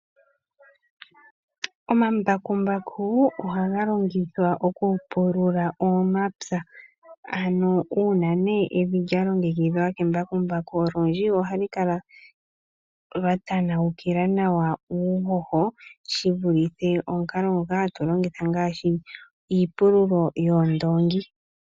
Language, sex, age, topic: Oshiwambo, female, 18-24, agriculture